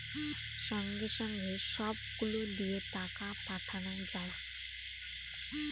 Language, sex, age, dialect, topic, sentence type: Bengali, female, 25-30, Northern/Varendri, banking, statement